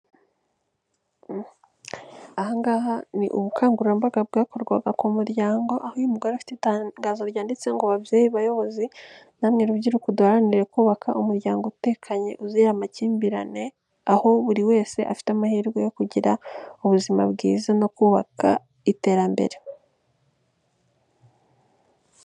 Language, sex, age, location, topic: Kinyarwanda, female, 18-24, Nyagatare, health